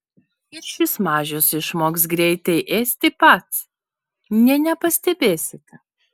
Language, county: Lithuanian, Vilnius